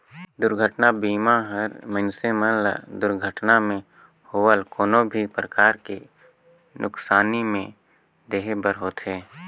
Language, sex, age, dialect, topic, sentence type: Chhattisgarhi, male, 18-24, Northern/Bhandar, banking, statement